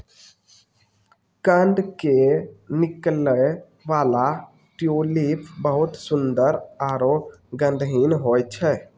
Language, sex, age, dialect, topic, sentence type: Maithili, male, 18-24, Angika, agriculture, statement